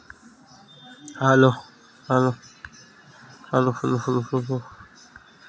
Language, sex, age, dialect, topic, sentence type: Chhattisgarhi, male, 51-55, Western/Budati/Khatahi, agriculture, question